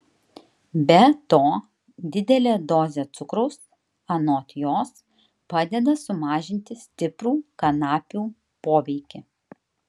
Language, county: Lithuanian, Kaunas